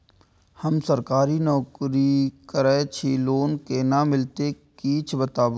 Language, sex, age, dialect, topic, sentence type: Maithili, male, 18-24, Eastern / Thethi, banking, question